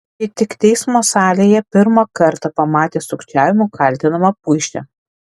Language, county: Lithuanian, Alytus